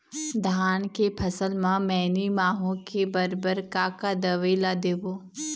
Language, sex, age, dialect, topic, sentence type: Chhattisgarhi, female, 18-24, Eastern, agriculture, question